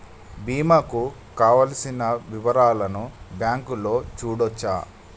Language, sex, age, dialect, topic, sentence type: Telugu, male, 25-30, Telangana, banking, question